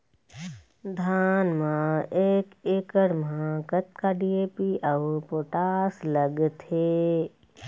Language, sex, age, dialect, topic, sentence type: Chhattisgarhi, female, 36-40, Eastern, agriculture, question